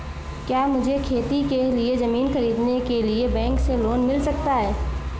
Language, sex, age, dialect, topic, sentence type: Hindi, female, 25-30, Marwari Dhudhari, agriculture, question